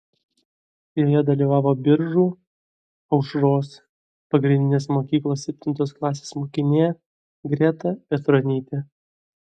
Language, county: Lithuanian, Vilnius